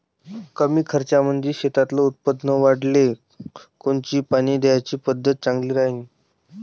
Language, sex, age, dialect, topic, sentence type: Marathi, male, 18-24, Varhadi, agriculture, question